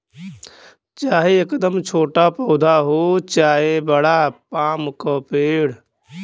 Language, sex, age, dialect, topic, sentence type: Bhojpuri, male, 25-30, Western, agriculture, statement